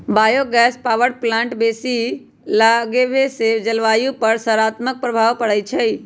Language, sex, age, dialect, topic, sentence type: Magahi, female, 25-30, Western, agriculture, statement